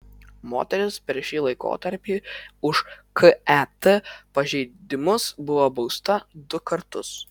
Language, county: Lithuanian, Vilnius